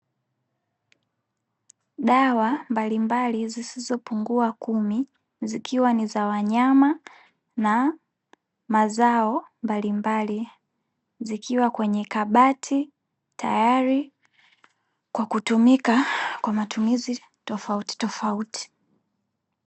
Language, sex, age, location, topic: Swahili, female, 18-24, Dar es Salaam, agriculture